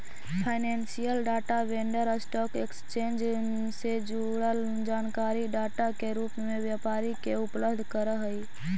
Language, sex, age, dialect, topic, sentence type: Magahi, female, 25-30, Central/Standard, banking, statement